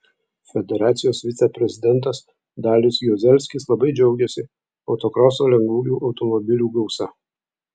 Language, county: Lithuanian, Vilnius